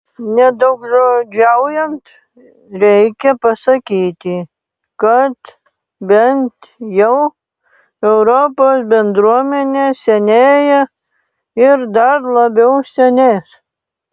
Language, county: Lithuanian, Panevėžys